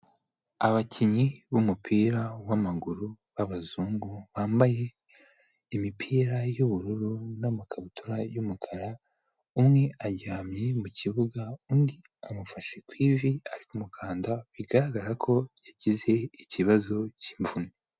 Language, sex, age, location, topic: Kinyarwanda, male, 18-24, Kigali, health